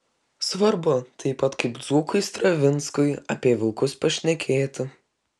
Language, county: Lithuanian, Kaunas